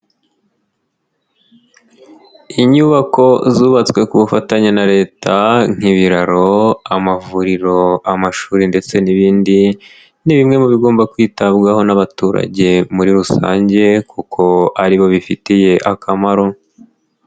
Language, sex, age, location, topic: Kinyarwanda, male, 25-35, Nyagatare, government